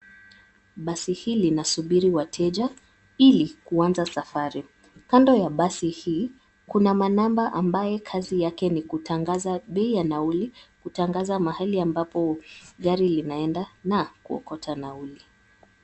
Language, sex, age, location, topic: Swahili, female, 18-24, Nairobi, government